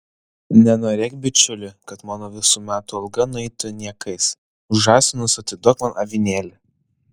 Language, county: Lithuanian, Vilnius